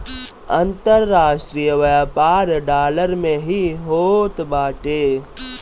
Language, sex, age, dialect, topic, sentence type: Bhojpuri, male, 18-24, Northern, banking, statement